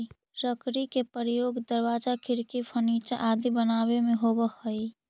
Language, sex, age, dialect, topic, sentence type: Magahi, female, 41-45, Central/Standard, banking, statement